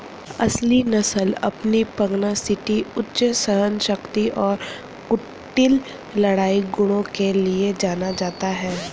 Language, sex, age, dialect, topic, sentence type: Hindi, female, 31-35, Kanauji Braj Bhasha, agriculture, statement